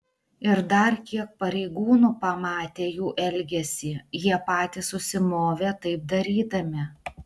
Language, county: Lithuanian, Klaipėda